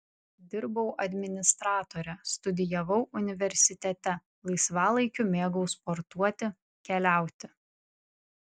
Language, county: Lithuanian, Vilnius